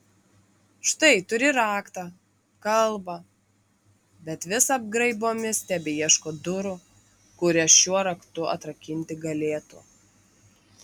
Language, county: Lithuanian, Klaipėda